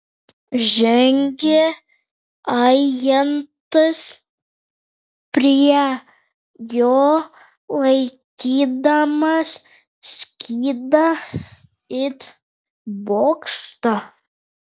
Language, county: Lithuanian, Kaunas